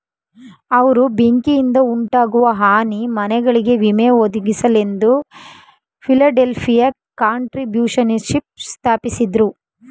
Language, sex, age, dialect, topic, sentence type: Kannada, female, 25-30, Mysore Kannada, banking, statement